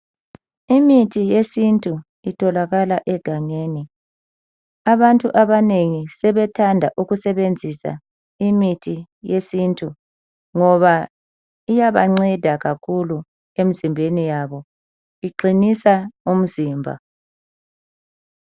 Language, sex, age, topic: North Ndebele, female, 18-24, health